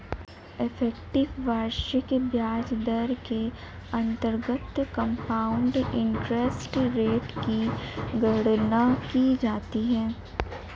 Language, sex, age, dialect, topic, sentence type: Hindi, male, 18-24, Marwari Dhudhari, banking, statement